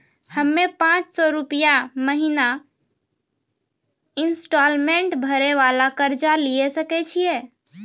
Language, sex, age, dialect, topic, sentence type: Maithili, female, 31-35, Angika, banking, question